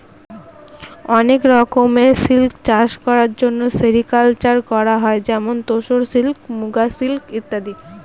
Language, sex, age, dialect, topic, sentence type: Bengali, female, 18-24, Northern/Varendri, agriculture, statement